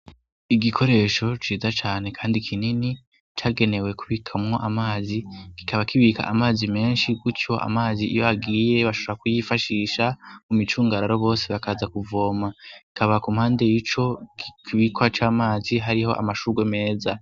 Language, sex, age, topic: Rundi, male, 25-35, education